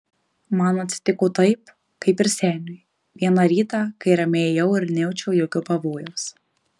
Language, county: Lithuanian, Marijampolė